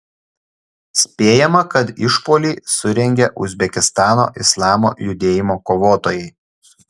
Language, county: Lithuanian, Šiauliai